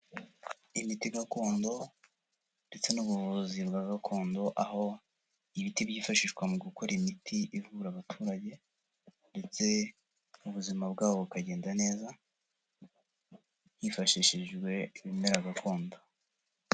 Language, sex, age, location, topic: Kinyarwanda, male, 18-24, Kigali, health